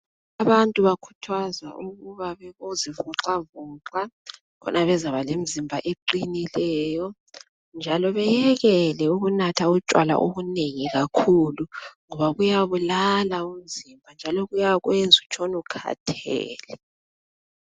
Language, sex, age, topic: North Ndebele, female, 25-35, health